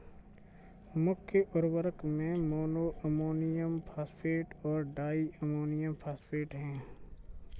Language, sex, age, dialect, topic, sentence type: Hindi, male, 46-50, Kanauji Braj Bhasha, agriculture, statement